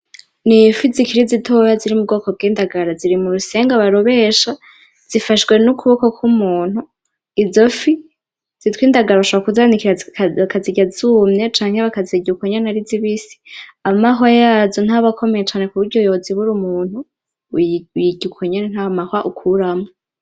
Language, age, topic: Rundi, 18-24, agriculture